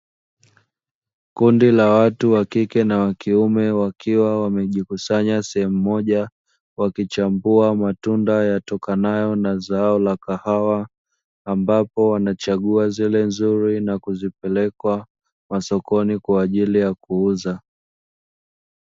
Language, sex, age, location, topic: Swahili, male, 25-35, Dar es Salaam, agriculture